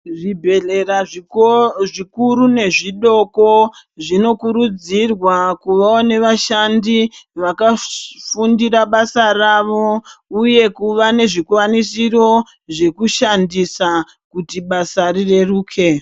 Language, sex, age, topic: Ndau, male, 36-49, health